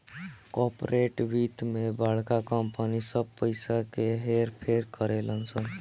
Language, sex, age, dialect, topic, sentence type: Bhojpuri, male, 18-24, Northern, banking, statement